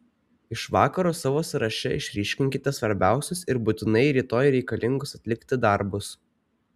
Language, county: Lithuanian, Kaunas